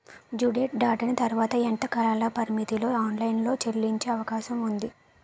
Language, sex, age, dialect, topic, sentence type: Telugu, female, 18-24, Utterandhra, banking, question